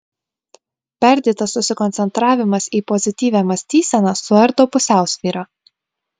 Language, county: Lithuanian, Vilnius